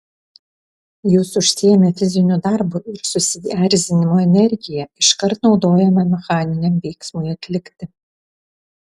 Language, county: Lithuanian, Kaunas